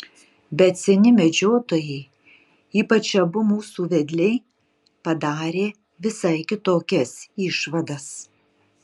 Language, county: Lithuanian, Utena